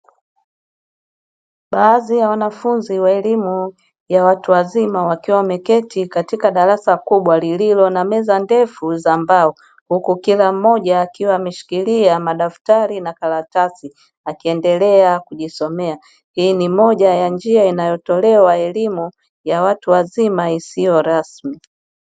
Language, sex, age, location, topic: Swahili, female, 36-49, Dar es Salaam, education